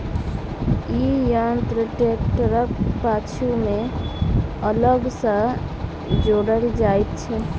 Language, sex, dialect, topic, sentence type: Maithili, female, Southern/Standard, agriculture, statement